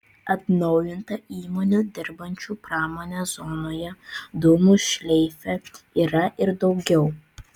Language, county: Lithuanian, Vilnius